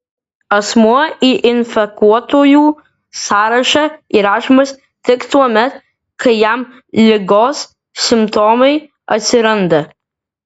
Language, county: Lithuanian, Vilnius